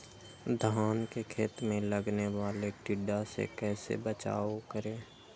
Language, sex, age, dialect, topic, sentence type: Magahi, male, 18-24, Western, agriculture, question